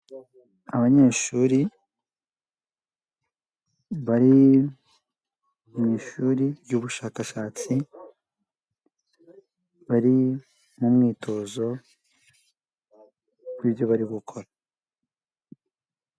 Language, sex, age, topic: Kinyarwanda, male, 18-24, health